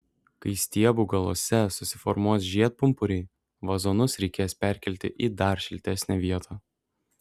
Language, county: Lithuanian, Šiauliai